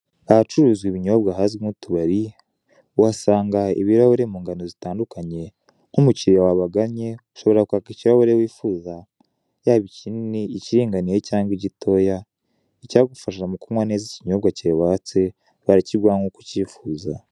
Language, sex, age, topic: Kinyarwanda, male, 18-24, finance